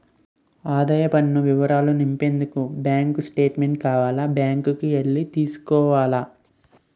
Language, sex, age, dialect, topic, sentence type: Telugu, male, 18-24, Utterandhra, banking, statement